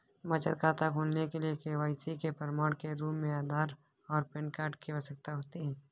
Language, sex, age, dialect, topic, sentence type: Hindi, male, 25-30, Awadhi Bundeli, banking, statement